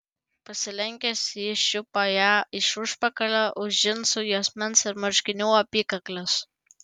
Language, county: Lithuanian, Panevėžys